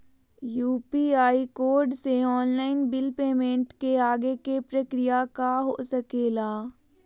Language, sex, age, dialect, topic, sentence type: Magahi, female, 18-24, Southern, banking, question